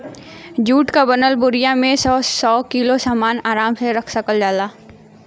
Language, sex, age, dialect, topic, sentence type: Bhojpuri, female, 18-24, Western, agriculture, statement